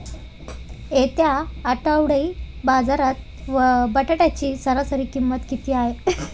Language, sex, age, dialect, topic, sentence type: Marathi, female, 18-24, Standard Marathi, agriculture, question